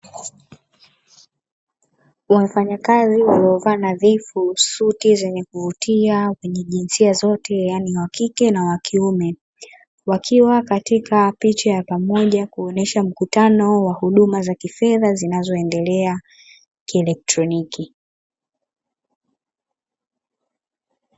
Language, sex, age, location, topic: Swahili, female, 25-35, Dar es Salaam, finance